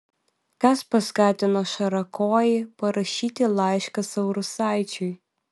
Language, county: Lithuanian, Vilnius